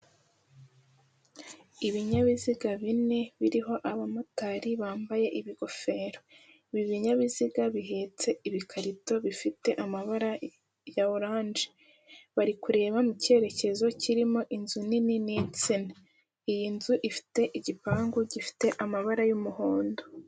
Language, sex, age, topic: Kinyarwanda, female, 18-24, finance